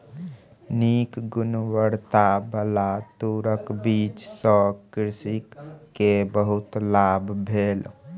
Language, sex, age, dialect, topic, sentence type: Maithili, male, 18-24, Southern/Standard, agriculture, statement